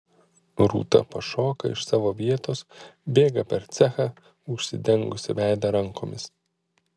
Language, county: Lithuanian, Panevėžys